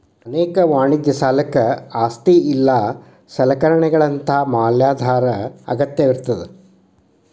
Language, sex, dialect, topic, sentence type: Kannada, male, Dharwad Kannada, banking, statement